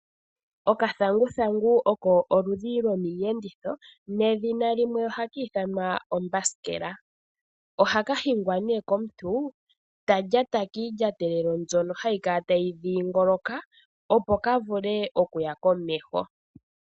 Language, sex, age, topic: Oshiwambo, female, 25-35, finance